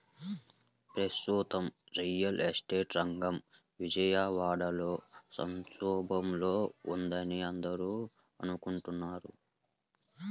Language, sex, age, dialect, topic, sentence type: Telugu, male, 18-24, Central/Coastal, banking, statement